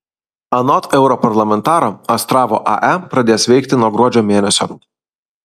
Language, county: Lithuanian, Vilnius